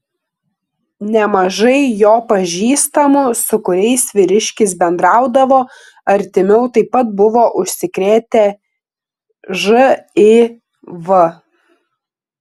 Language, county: Lithuanian, Klaipėda